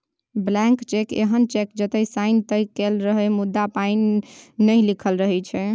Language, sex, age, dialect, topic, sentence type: Maithili, female, 18-24, Bajjika, banking, statement